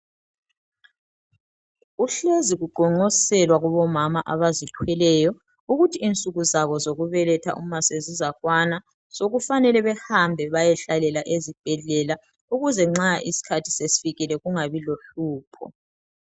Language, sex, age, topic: North Ndebele, male, 36-49, health